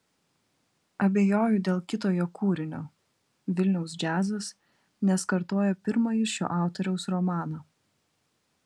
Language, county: Lithuanian, Vilnius